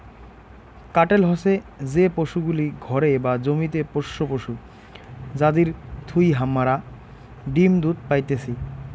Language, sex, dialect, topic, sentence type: Bengali, male, Rajbangshi, agriculture, statement